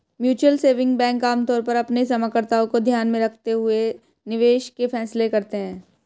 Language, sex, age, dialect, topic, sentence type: Hindi, female, 18-24, Hindustani Malvi Khadi Boli, banking, statement